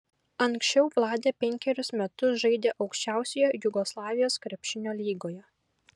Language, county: Lithuanian, Kaunas